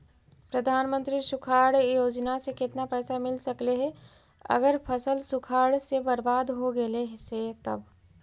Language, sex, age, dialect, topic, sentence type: Magahi, female, 51-55, Central/Standard, agriculture, question